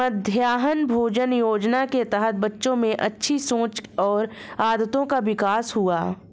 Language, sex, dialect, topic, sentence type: Hindi, female, Marwari Dhudhari, agriculture, statement